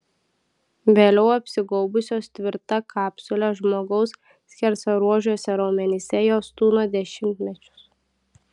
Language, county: Lithuanian, Klaipėda